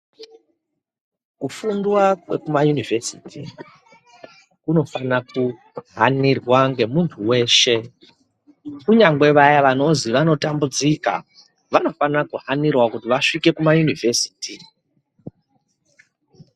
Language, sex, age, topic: Ndau, male, 36-49, education